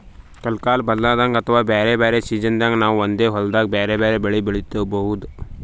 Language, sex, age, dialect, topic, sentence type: Kannada, male, 18-24, Northeastern, agriculture, statement